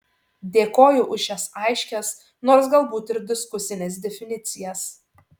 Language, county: Lithuanian, Šiauliai